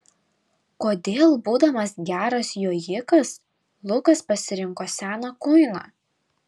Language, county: Lithuanian, Vilnius